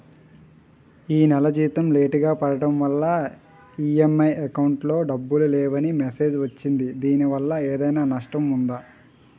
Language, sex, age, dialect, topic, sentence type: Telugu, male, 18-24, Utterandhra, banking, question